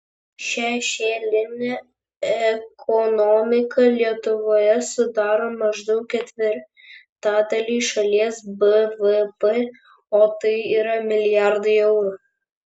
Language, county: Lithuanian, Šiauliai